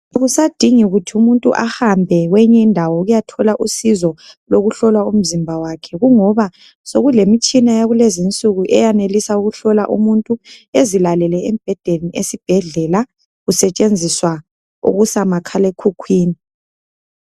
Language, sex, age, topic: North Ndebele, male, 25-35, health